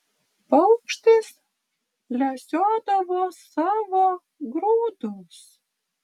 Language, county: Lithuanian, Panevėžys